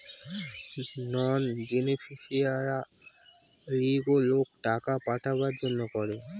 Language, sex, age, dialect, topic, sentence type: Bengali, female, 25-30, Northern/Varendri, banking, statement